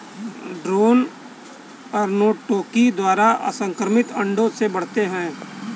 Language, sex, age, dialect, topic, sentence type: Hindi, male, 31-35, Kanauji Braj Bhasha, agriculture, statement